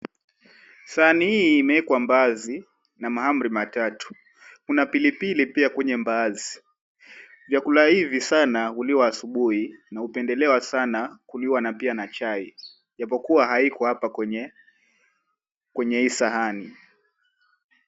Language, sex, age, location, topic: Swahili, male, 18-24, Mombasa, agriculture